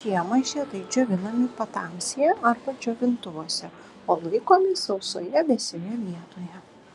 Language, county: Lithuanian, Kaunas